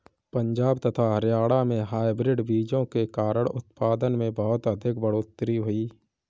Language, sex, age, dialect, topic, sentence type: Hindi, male, 25-30, Kanauji Braj Bhasha, banking, statement